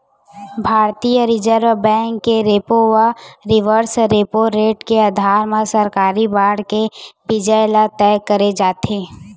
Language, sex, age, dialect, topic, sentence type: Chhattisgarhi, female, 18-24, Western/Budati/Khatahi, banking, statement